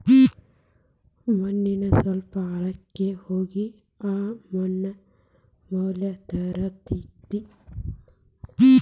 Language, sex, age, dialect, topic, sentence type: Kannada, female, 25-30, Dharwad Kannada, agriculture, statement